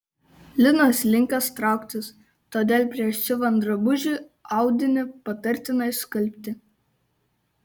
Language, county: Lithuanian, Kaunas